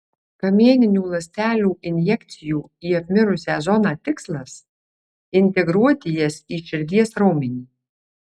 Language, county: Lithuanian, Alytus